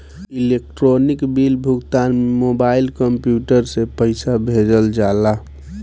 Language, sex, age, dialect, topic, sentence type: Bhojpuri, male, 18-24, Northern, banking, statement